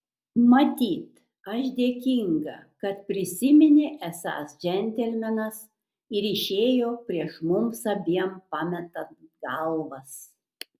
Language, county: Lithuanian, Kaunas